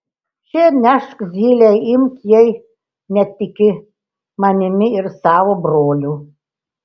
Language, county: Lithuanian, Telšiai